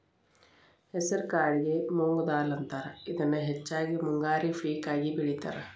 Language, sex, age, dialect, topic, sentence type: Kannada, female, 36-40, Dharwad Kannada, agriculture, statement